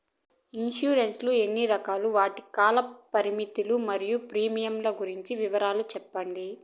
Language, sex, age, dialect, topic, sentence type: Telugu, female, 31-35, Southern, banking, question